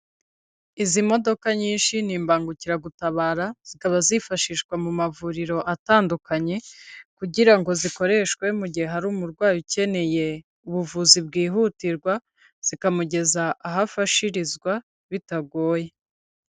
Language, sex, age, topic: Kinyarwanda, female, 25-35, government